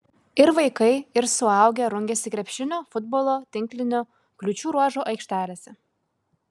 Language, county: Lithuanian, Kaunas